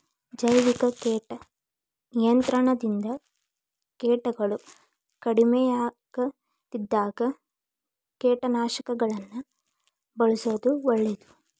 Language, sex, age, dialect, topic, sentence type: Kannada, female, 18-24, Dharwad Kannada, agriculture, statement